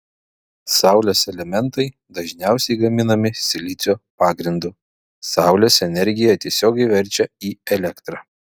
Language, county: Lithuanian, Vilnius